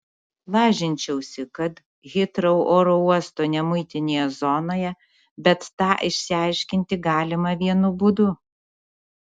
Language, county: Lithuanian, Šiauliai